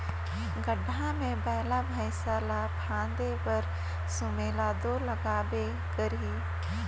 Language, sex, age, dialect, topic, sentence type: Chhattisgarhi, female, 25-30, Northern/Bhandar, agriculture, statement